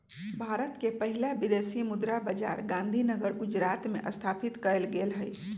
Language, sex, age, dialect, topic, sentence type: Magahi, female, 41-45, Western, banking, statement